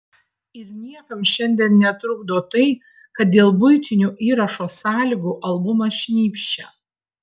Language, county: Lithuanian, Vilnius